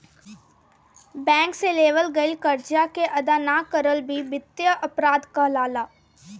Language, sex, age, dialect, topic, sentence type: Bhojpuri, female, <18, Southern / Standard, banking, statement